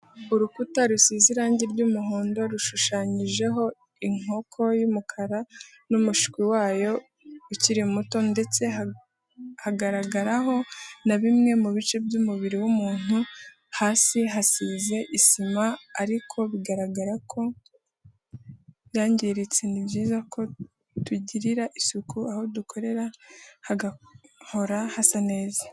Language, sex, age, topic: Kinyarwanda, female, 18-24, education